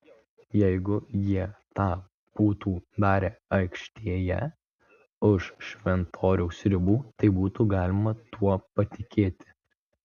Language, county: Lithuanian, Vilnius